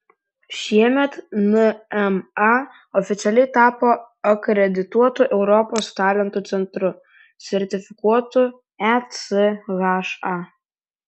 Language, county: Lithuanian, Vilnius